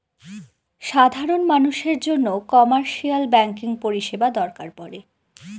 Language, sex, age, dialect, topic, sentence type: Bengali, female, 18-24, Northern/Varendri, banking, statement